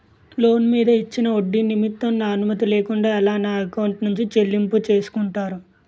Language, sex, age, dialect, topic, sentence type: Telugu, male, 25-30, Utterandhra, banking, question